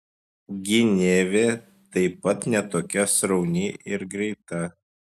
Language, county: Lithuanian, Klaipėda